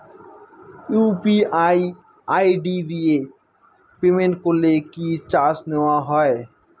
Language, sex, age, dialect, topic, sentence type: Bengali, male, 18-24, Rajbangshi, banking, question